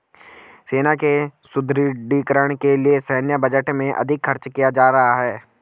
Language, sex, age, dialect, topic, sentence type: Hindi, male, 25-30, Garhwali, banking, statement